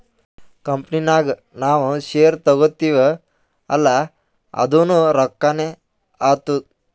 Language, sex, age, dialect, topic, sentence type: Kannada, male, 18-24, Northeastern, banking, statement